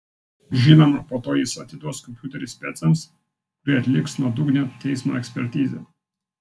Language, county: Lithuanian, Vilnius